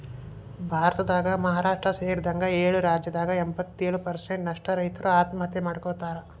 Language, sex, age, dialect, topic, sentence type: Kannada, male, 31-35, Dharwad Kannada, agriculture, statement